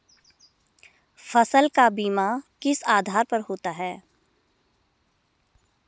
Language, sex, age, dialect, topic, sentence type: Hindi, female, 31-35, Garhwali, agriculture, question